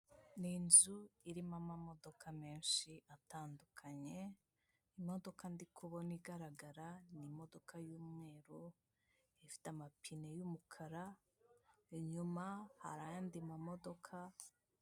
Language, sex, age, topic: Kinyarwanda, female, 25-35, finance